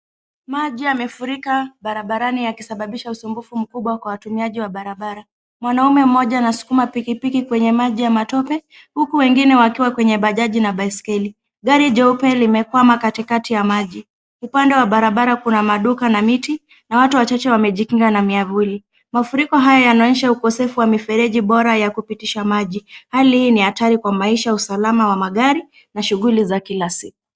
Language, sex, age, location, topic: Swahili, female, 18-24, Nakuru, health